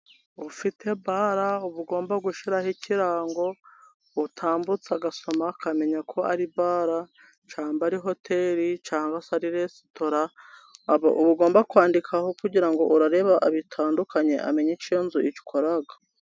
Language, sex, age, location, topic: Kinyarwanda, female, 36-49, Musanze, finance